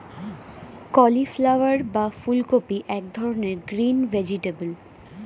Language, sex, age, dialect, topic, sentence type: Bengali, female, 25-30, Standard Colloquial, agriculture, statement